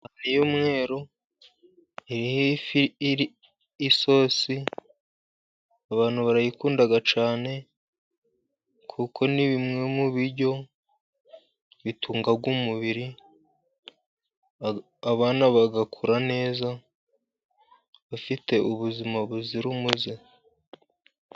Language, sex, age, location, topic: Kinyarwanda, male, 50+, Musanze, agriculture